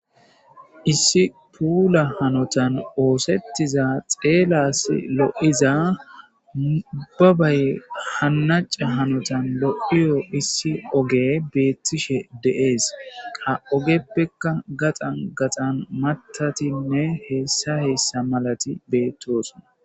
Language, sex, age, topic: Gamo, male, 18-24, government